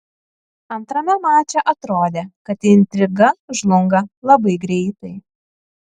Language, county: Lithuanian, Kaunas